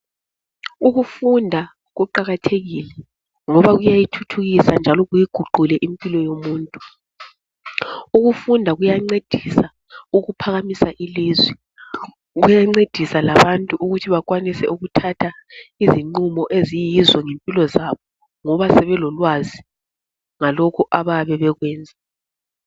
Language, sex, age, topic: North Ndebele, female, 25-35, education